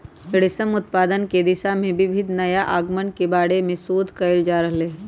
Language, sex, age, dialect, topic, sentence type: Magahi, male, 18-24, Western, agriculture, statement